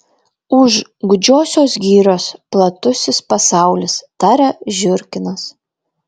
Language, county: Lithuanian, Vilnius